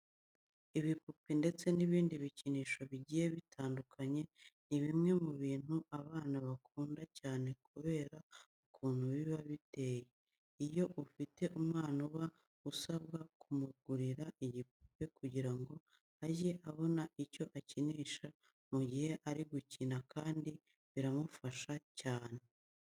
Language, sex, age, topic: Kinyarwanda, female, 25-35, education